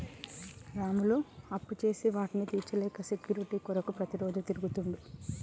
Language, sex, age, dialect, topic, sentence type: Telugu, female, 31-35, Telangana, banking, statement